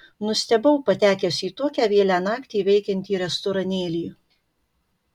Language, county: Lithuanian, Kaunas